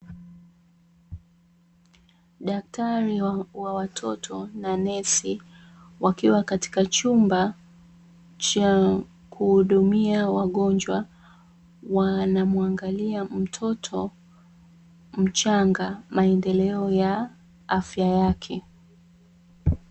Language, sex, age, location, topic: Swahili, female, 25-35, Dar es Salaam, health